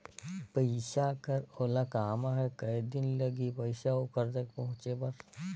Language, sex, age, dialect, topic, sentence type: Chhattisgarhi, male, 18-24, Northern/Bhandar, banking, question